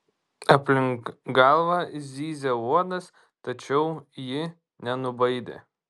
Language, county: Lithuanian, Šiauliai